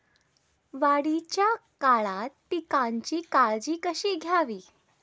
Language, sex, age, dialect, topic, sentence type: Marathi, female, 18-24, Standard Marathi, agriculture, question